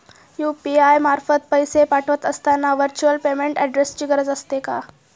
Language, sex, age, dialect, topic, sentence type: Marathi, female, 36-40, Standard Marathi, banking, question